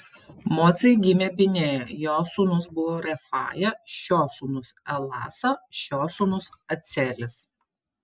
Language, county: Lithuanian, Telšiai